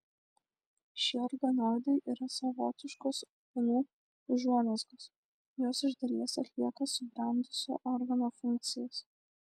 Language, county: Lithuanian, Šiauliai